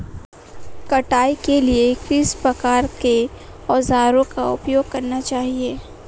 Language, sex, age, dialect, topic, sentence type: Hindi, female, 18-24, Marwari Dhudhari, agriculture, question